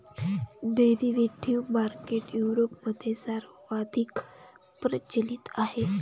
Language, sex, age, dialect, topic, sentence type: Marathi, female, 18-24, Varhadi, banking, statement